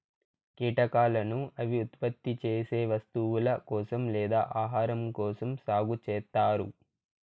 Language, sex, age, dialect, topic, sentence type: Telugu, male, 25-30, Southern, agriculture, statement